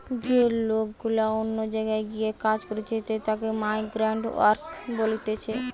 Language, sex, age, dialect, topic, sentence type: Bengali, female, 18-24, Western, agriculture, statement